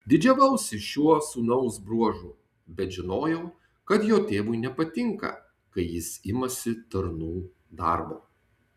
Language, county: Lithuanian, Tauragė